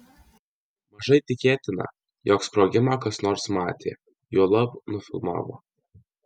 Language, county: Lithuanian, Alytus